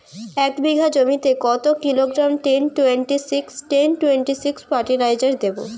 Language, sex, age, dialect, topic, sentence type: Bengali, female, <18, Western, agriculture, question